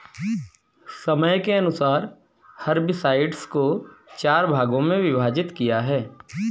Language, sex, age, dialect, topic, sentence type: Hindi, male, 25-30, Kanauji Braj Bhasha, agriculture, statement